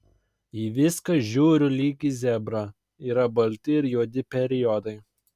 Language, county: Lithuanian, Kaunas